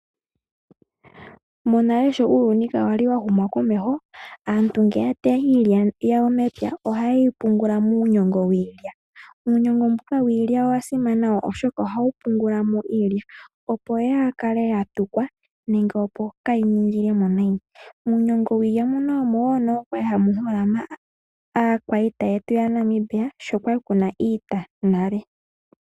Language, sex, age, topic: Oshiwambo, female, 18-24, agriculture